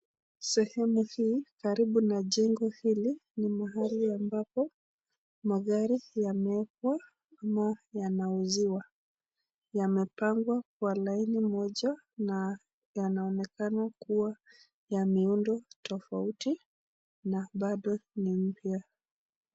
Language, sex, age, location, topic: Swahili, female, 36-49, Nakuru, finance